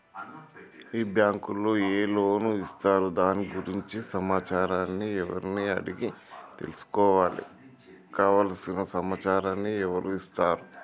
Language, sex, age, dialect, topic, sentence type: Telugu, male, 31-35, Telangana, banking, question